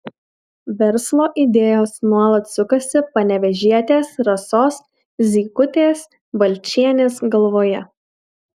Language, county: Lithuanian, Kaunas